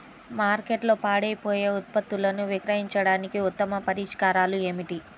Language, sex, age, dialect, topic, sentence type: Telugu, female, 31-35, Central/Coastal, agriculture, statement